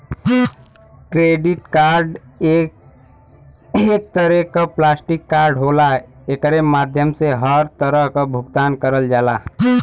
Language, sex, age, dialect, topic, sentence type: Bhojpuri, male, 18-24, Western, banking, statement